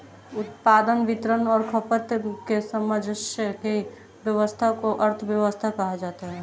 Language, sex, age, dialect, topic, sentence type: Hindi, female, 18-24, Kanauji Braj Bhasha, banking, statement